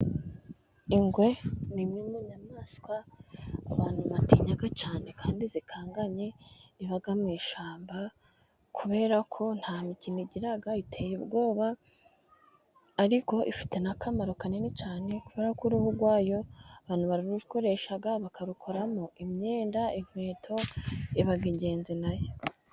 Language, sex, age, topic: Kinyarwanda, female, 18-24, agriculture